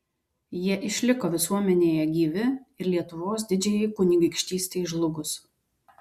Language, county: Lithuanian, Vilnius